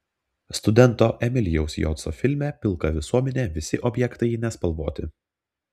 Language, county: Lithuanian, Vilnius